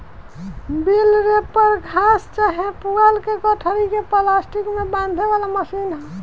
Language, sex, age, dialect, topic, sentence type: Bhojpuri, female, 18-24, Southern / Standard, agriculture, statement